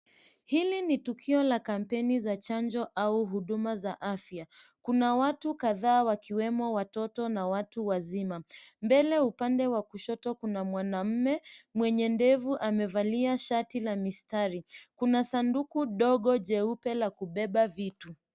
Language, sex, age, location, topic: Swahili, female, 25-35, Nairobi, health